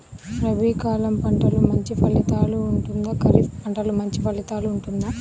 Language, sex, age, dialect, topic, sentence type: Telugu, female, 18-24, Central/Coastal, agriculture, question